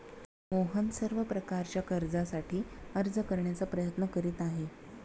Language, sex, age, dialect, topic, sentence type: Marathi, female, 31-35, Standard Marathi, banking, statement